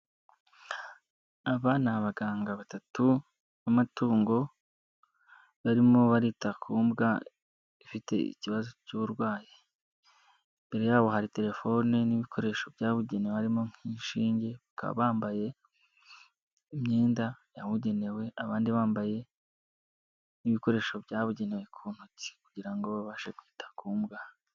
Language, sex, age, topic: Kinyarwanda, male, 18-24, agriculture